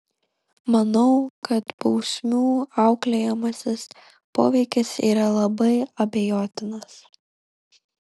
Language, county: Lithuanian, Kaunas